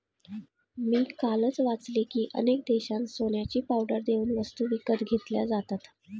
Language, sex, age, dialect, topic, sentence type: Marathi, female, 18-24, Standard Marathi, banking, statement